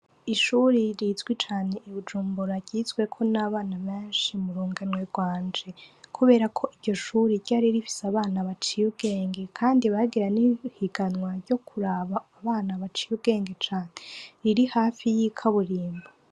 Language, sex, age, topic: Rundi, female, 25-35, education